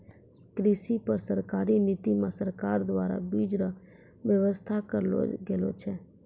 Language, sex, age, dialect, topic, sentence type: Maithili, female, 51-55, Angika, agriculture, statement